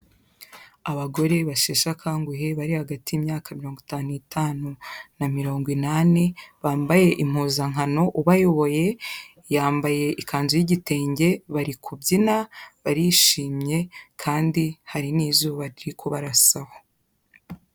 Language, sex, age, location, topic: Kinyarwanda, female, 18-24, Kigali, health